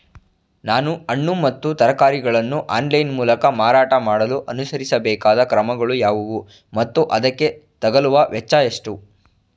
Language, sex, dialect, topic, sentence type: Kannada, male, Mysore Kannada, agriculture, question